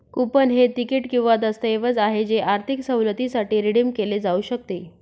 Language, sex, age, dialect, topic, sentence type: Marathi, female, 25-30, Northern Konkan, banking, statement